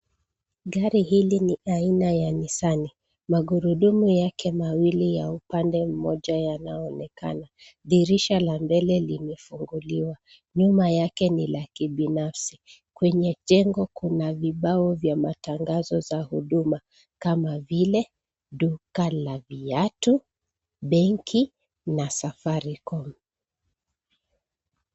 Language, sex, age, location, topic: Swahili, female, 36-49, Nairobi, finance